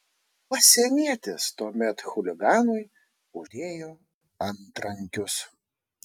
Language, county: Lithuanian, Šiauliai